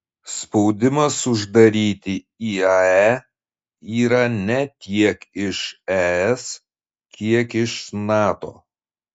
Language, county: Lithuanian, Šiauliai